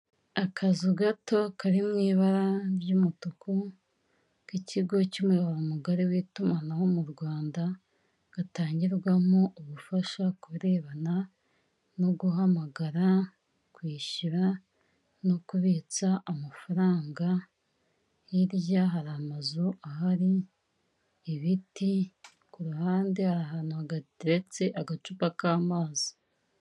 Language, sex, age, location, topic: Kinyarwanda, female, 25-35, Kigali, finance